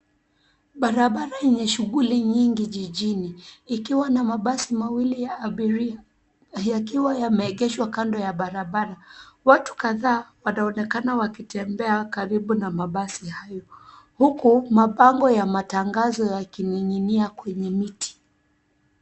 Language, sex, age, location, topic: Swahili, female, 36-49, Nairobi, government